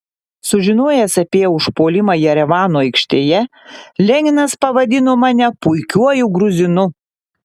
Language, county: Lithuanian, Panevėžys